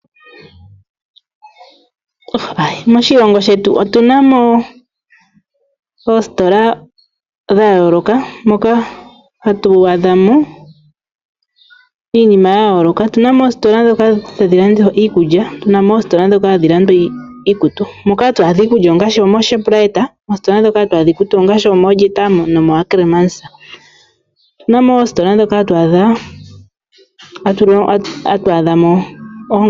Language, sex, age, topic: Oshiwambo, female, 25-35, finance